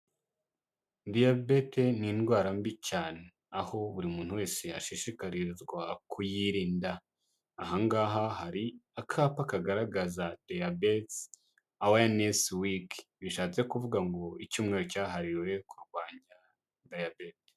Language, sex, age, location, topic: Kinyarwanda, male, 25-35, Huye, health